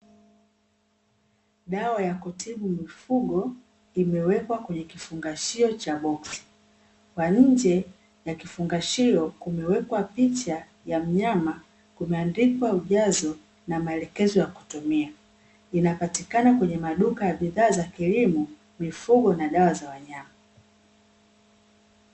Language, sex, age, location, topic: Swahili, female, 25-35, Dar es Salaam, agriculture